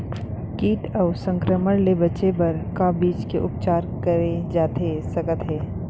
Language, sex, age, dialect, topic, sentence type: Chhattisgarhi, female, 25-30, Central, agriculture, question